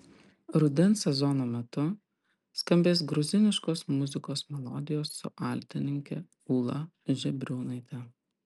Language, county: Lithuanian, Panevėžys